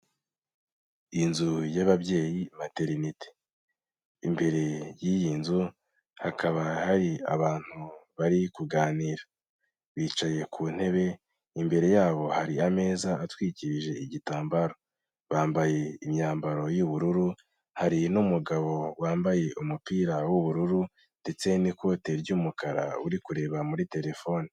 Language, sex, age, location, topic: Kinyarwanda, male, 18-24, Kigali, health